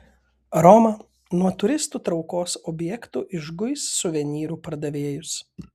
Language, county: Lithuanian, Kaunas